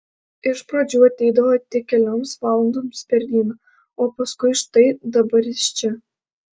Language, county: Lithuanian, Alytus